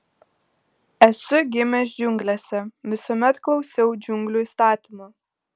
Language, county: Lithuanian, Panevėžys